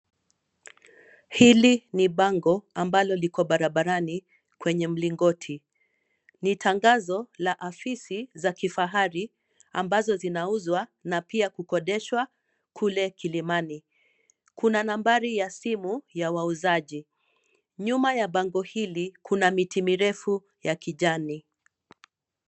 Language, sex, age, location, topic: Swahili, female, 18-24, Nairobi, finance